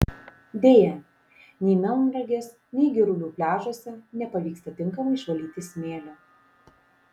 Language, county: Lithuanian, Šiauliai